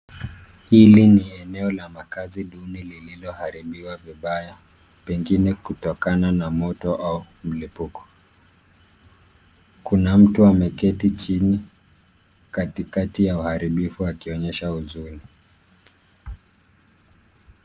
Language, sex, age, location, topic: Swahili, male, 25-35, Nairobi, health